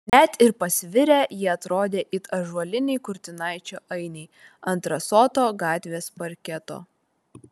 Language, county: Lithuanian, Vilnius